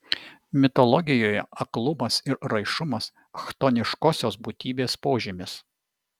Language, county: Lithuanian, Vilnius